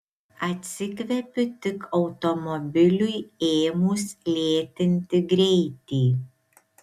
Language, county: Lithuanian, Šiauliai